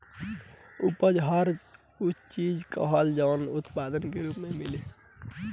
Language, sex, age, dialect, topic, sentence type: Bhojpuri, male, 18-24, Southern / Standard, agriculture, statement